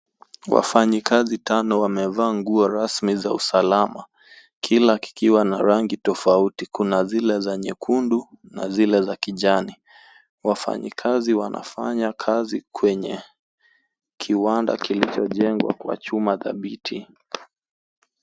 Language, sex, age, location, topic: Swahili, male, 18-24, Nairobi, government